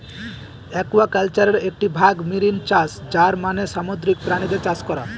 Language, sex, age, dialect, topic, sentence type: Bengali, male, 18-24, Northern/Varendri, agriculture, statement